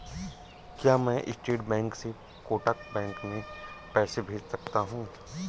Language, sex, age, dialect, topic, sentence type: Hindi, male, 46-50, Awadhi Bundeli, banking, question